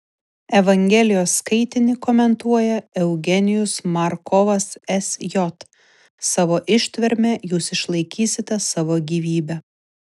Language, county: Lithuanian, Vilnius